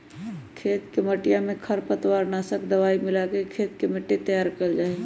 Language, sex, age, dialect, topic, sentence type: Magahi, male, 18-24, Western, agriculture, statement